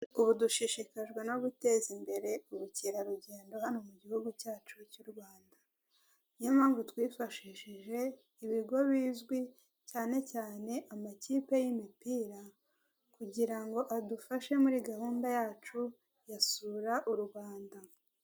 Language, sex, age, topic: Kinyarwanda, female, 18-24, government